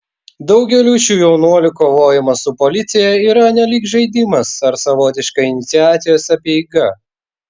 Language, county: Lithuanian, Vilnius